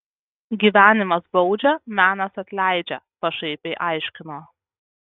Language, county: Lithuanian, Kaunas